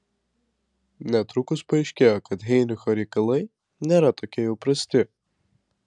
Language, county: Lithuanian, Vilnius